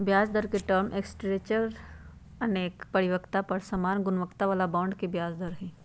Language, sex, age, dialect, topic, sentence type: Magahi, female, 41-45, Western, banking, statement